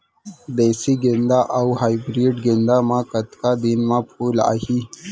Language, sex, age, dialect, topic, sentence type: Chhattisgarhi, male, 18-24, Central, agriculture, question